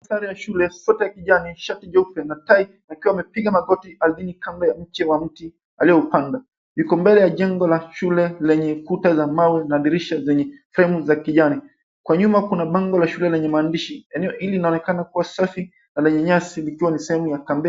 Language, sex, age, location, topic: Swahili, male, 25-35, Nairobi, education